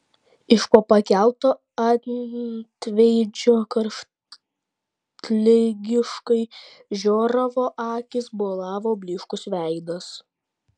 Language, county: Lithuanian, Klaipėda